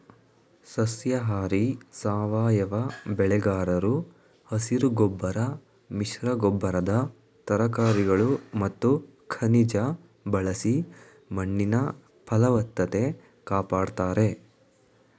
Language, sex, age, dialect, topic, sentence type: Kannada, male, 18-24, Mysore Kannada, agriculture, statement